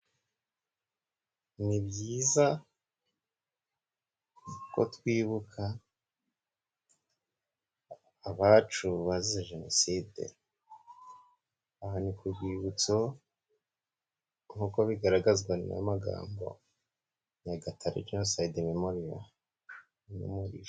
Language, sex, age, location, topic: Kinyarwanda, male, 18-24, Nyagatare, government